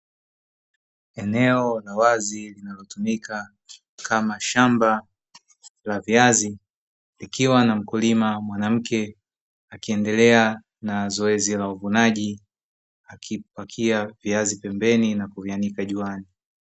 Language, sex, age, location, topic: Swahili, male, 36-49, Dar es Salaam, agriculture